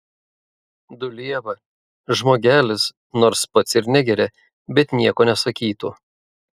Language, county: Lithuanian, Šiauliai